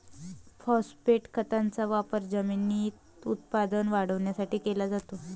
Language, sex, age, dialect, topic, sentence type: Marathi, female, 25-30, Varhadi, agriculture, statement